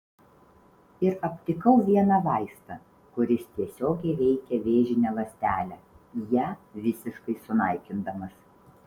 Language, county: Lithuanian, Vilnius